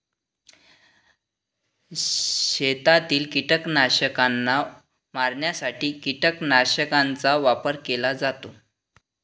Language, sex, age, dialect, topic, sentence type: Marathi, male, 60-100, Northern Konkan, agriculture, statement